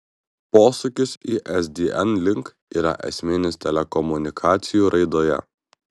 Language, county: Lithuanian, Vilnius